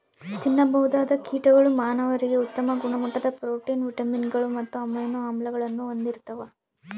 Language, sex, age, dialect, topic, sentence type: Kannada, female, 18-24, Central, agriculture, statement